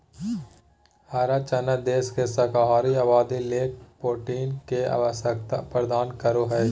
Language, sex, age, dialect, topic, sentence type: Magahi, male, 18-24, Southern, agriculture, statement